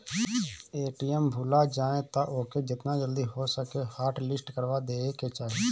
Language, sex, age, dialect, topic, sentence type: Bhojpuri, male, 25-30, Northern, banking, statement